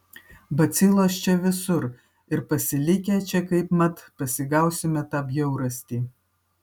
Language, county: Lithuanian, Vilnius